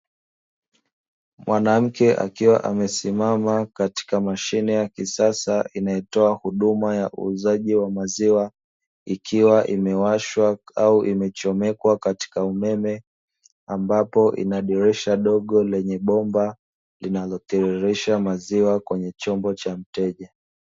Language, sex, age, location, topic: Swahili, male, 25-35, Dar es Salaam, finance